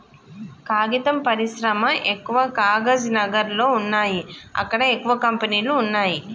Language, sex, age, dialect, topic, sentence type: Telugu, female, 36-40, Telangana, agriculture, statement